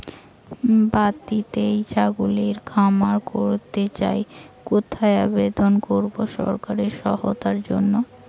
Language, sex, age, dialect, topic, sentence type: Bengali, female, 18-24, Rajbangshi, agriculture, question